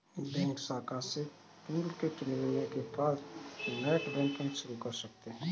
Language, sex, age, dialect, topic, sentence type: Hindi, male, 36-40, Kanauji Braj Bhasha, banking, statement